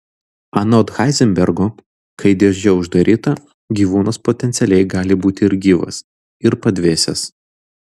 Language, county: Lithuanian, Vilnius